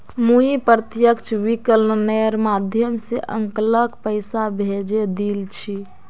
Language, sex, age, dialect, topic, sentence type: Magahi, female, 51-55, Northeastern/Surjapuri, banking, statement